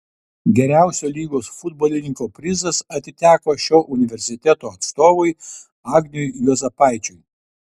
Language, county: Lithuanian, Vilnius